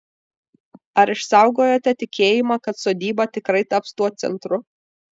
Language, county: Lithuanian, Vilnius